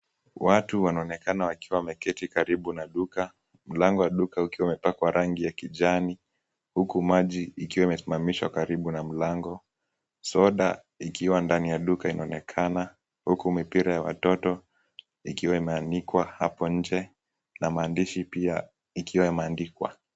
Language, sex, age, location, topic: Swahili, male, 18-24, Kisumu, finance